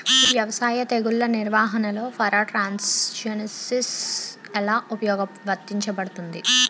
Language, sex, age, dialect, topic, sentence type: Telugu, female, 25-30, Utterandhra, agriculture, question